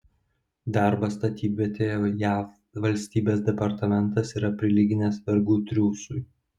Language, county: Lithuanian, Vilnius